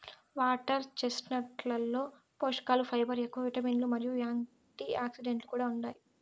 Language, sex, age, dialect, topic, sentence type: Telugu, female, 60-100, Southern, agriculture, statement